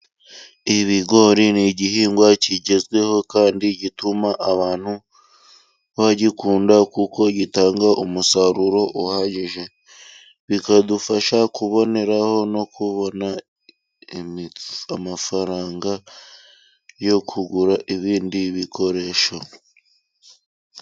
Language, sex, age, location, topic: Kinyarwanda, male, 25-35, Musanze, agriculture